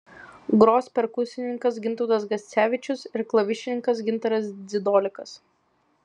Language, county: Lithuanian, Vilnius